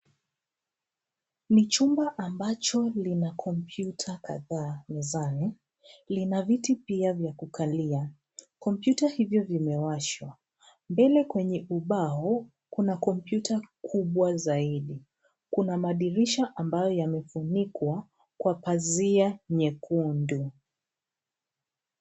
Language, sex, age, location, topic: Swahili, female, 25-35, Nairobi, education